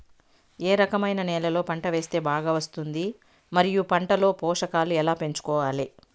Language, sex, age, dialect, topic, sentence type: Telugu, female, 51-55, Southern, agriculture, question